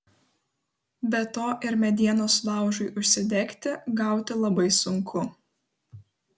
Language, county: Lithuanian, Kaunas